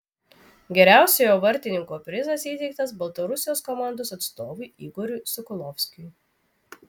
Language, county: Lithuanian, Vilnius